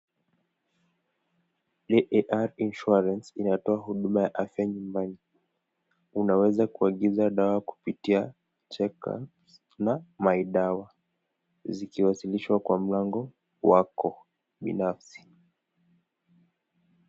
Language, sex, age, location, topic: Swahili, male, 18-24, Nakuru, finance